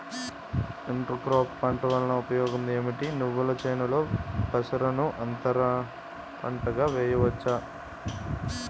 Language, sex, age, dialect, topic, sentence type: Telugu, male, 25-30, Utterandhra, agriculture, question